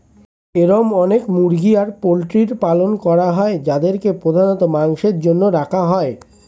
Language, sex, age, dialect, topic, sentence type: Bengali, male, 25-30, Standard Colloquial, agriculture, statement